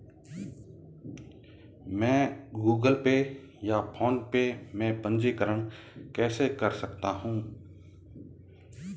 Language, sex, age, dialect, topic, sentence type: Hindi, male, 25-30, Marwari Dhudhari, banking, question